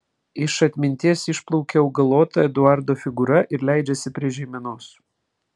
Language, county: Lithuanian, Vilnius